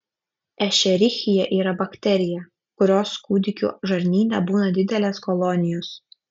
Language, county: Lithuanian, Kaunas